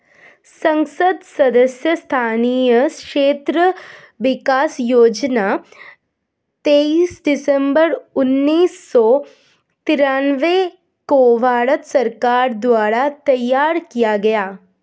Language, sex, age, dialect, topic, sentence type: Hindi, female, 25-30, Hindustani Malvi Khadi Boli, banking, statement